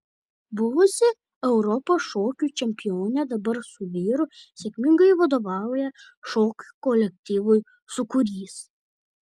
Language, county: Lithuanian, Šiauliai